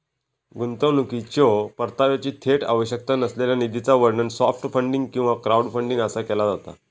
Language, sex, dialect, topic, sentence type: Marathi, male, Southern Konkan, banking, statement